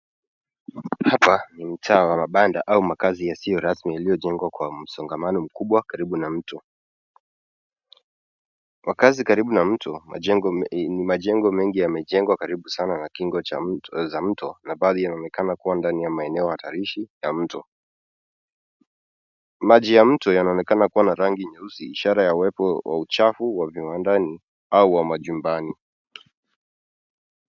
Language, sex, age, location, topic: Swahili, male, 18-24, Nairobi, government